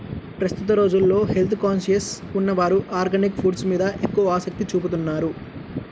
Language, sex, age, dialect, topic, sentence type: Telugu, male, 18-24, Central/Coastal, agriculture, statement